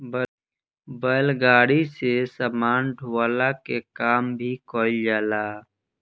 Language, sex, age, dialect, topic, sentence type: Bhojpuri, male, 25-30, Southern / Standard, agriculture, statement